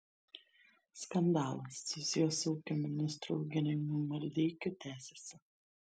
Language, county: Lithuanian, Šiauliai